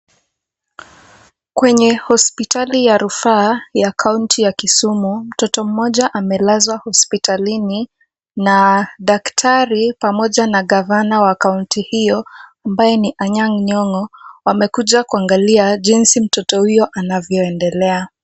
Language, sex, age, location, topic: Swahili, female, 18-24, Kisumu, health